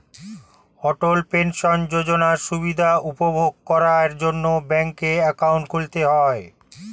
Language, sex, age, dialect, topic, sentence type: Bengali, male, 46-50, Standard Colloquial, banking, statement